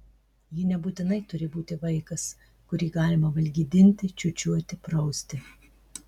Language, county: Lithuanian, Marijampolė